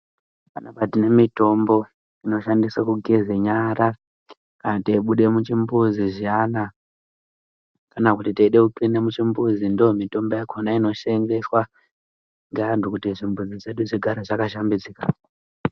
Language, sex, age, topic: Ndau, male, 18-24, health